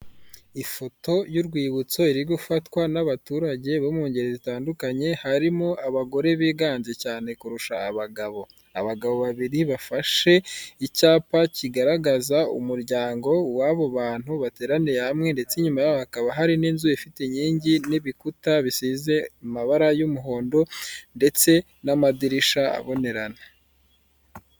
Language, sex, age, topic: Kinyarwanda, male, 25-35, finance